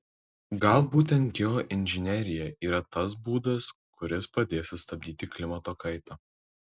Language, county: Lithuanian, Tauragė